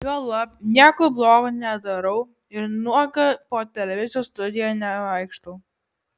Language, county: Lithuanian, Kaunas